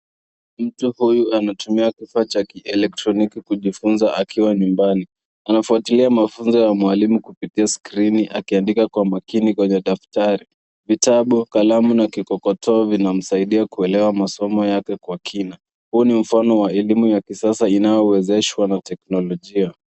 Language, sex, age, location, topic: Swahili, male, 25-35, Nairobi, education